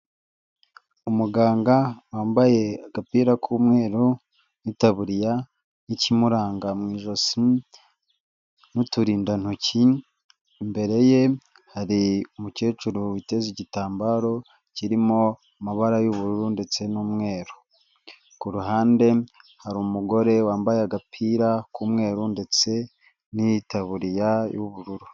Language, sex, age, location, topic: Kinyarwanda, male, 25-35, Huye, health